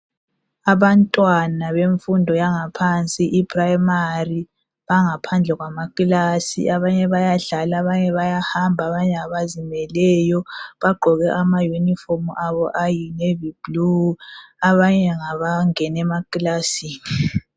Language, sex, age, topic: North Ndebele, female, 25-35, education